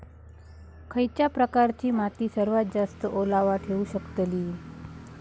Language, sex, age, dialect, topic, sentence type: Marathi, female, 18-24, Southern Konkan, agriculture, statement